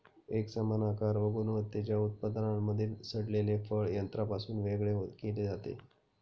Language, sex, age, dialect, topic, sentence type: Marathi, male, 31-35, Standard Marathi, agriculture, statement